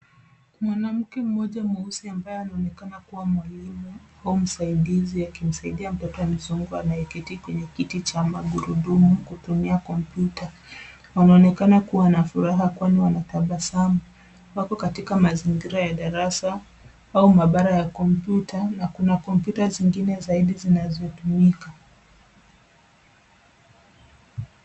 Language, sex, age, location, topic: Swahili, female, 25-35, Nairobi, education